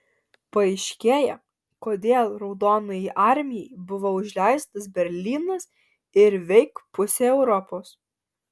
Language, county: Lithuanian, Alytus